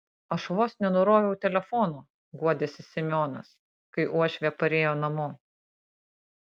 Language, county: Lithuanian, Panevėžys